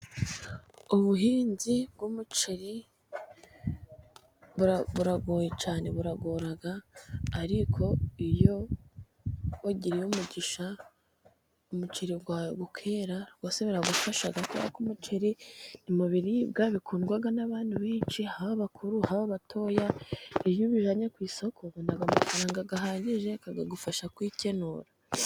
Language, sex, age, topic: Kinyarwanda, female, 18-24, agriculture